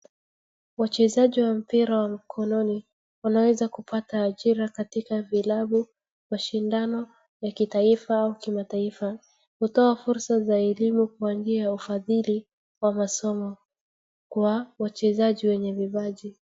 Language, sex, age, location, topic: Swahili, female, 36-49, Wajir, government